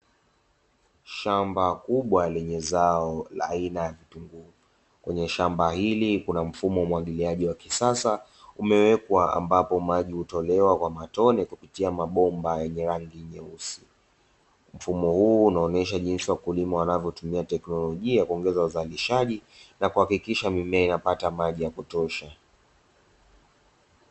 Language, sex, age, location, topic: Swahili, male, 25-35, Dar es Salaam, agriculture